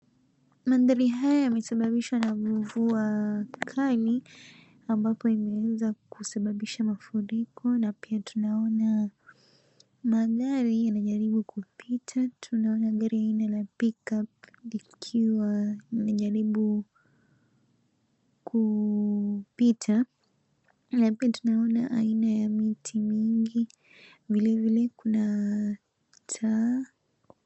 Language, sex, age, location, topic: Swahili, female, 18-24, Mombasa, health